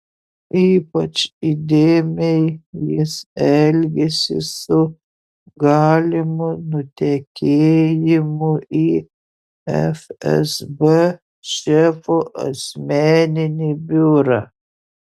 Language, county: Lithuanian, Utena